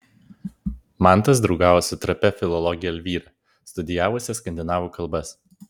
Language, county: Lithuanian, Vilnius